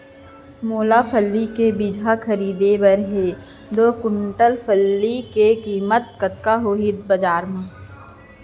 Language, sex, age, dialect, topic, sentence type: Chhattisgarhi, female, 25-30, Central, agriculture, question